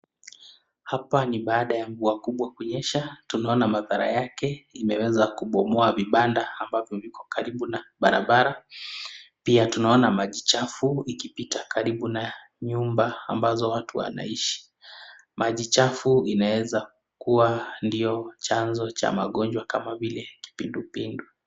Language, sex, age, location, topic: Swahili, male, 25-35, Nakuru, health